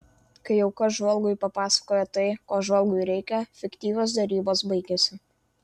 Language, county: Lithuanian, Vilnius